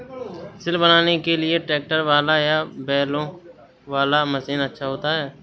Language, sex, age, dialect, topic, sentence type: Hindi, male, 18-24, Awadhi Bundeli, agriculture, question